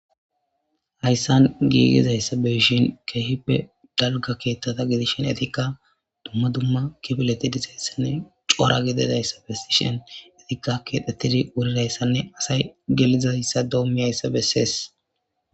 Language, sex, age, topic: Gamo, female, 18-24, government